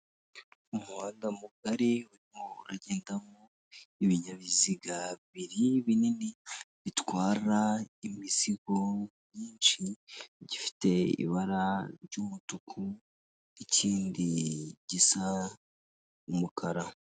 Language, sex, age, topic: Kinyarwanda, female, 18-24, government